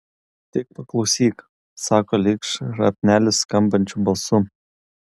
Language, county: Lithuanian, Kaunas